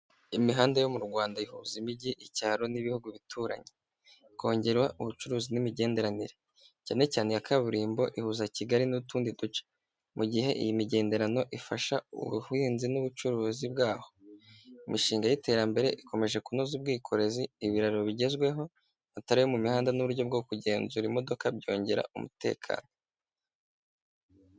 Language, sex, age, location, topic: Kinyarwanda, male, 18-24, Kigali, government